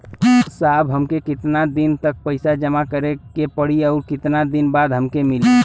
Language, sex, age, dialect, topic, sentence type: Bhojpuri, male, 18-24, Western, banking, question